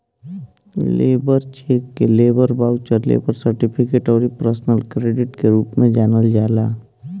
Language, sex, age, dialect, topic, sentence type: Bhojpuri, male, 25-30, Northern, banking, statement